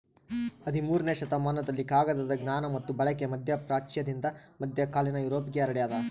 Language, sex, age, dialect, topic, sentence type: Kannada, female, 18-24, Central, agriculture, statement